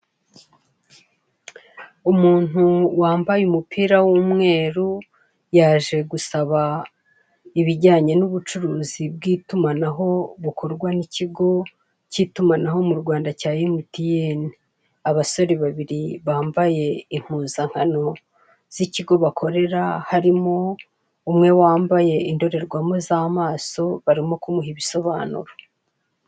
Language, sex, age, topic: Kinyarwanda, female, 36-49, finance